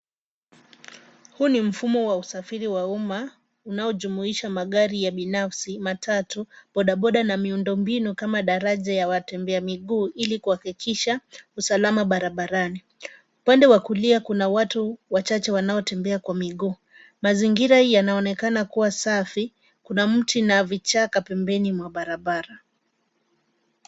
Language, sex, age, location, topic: Swahili, female, 25-35, Nairobi, government